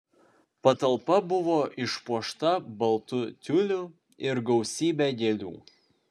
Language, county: Lithuanian, Vilnius